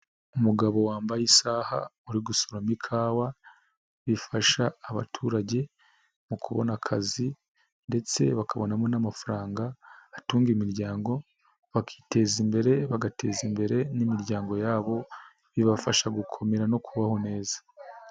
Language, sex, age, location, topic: Kinyarwanda, male, 25-35, Nyagatare, agriculture